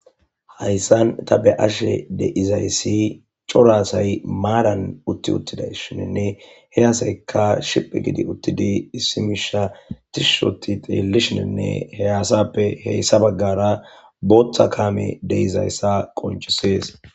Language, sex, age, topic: Gamo, male, 18-24, government